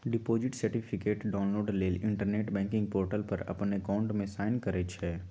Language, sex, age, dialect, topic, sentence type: Magahi, male, 18-24, Western, banking, statement